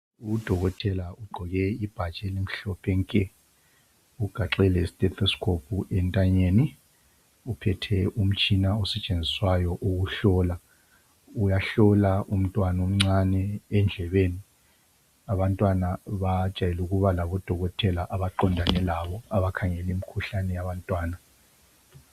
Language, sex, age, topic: North Ndebele, male, 50+, health